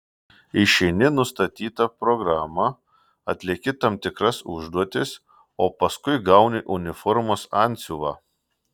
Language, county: Lithuanian, Šiauliai